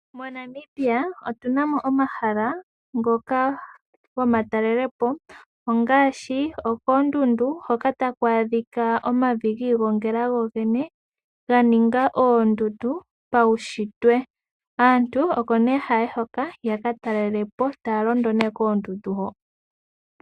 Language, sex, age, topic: Oshiwambo, female, 18-24, agriculture